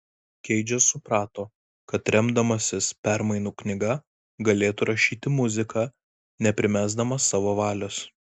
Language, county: Lithuanian, Vilnius